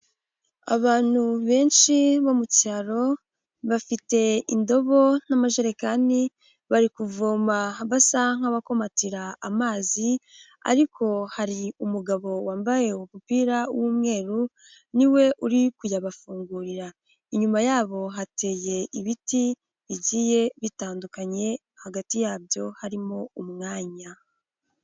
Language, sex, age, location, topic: Kinyarwanda, female, 18-24, Huye, health